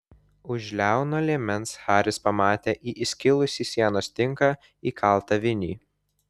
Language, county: Lithuanian, Vilnius